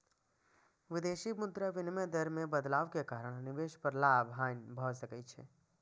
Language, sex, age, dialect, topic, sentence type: Maithili, male, 25-30, Eastern / Thethi, banking, statement